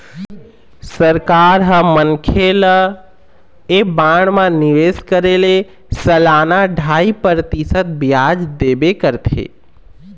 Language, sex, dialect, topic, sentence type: Chhattisgarhi, male, Eastern, banking, statement